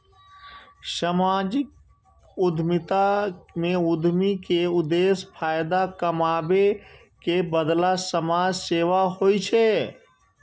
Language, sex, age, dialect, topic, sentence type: Maithili, male, 36-40, Eastern / Thethi, banking, statement